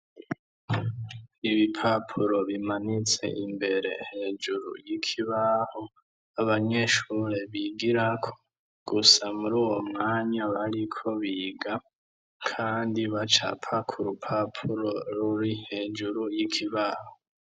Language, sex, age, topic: Rundi, female, 25-35, education